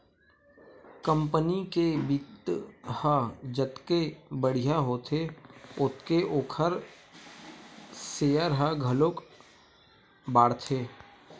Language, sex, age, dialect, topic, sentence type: Chhattisgarhi, male, 18-24, Western/Budati/Khatahi, banking, statement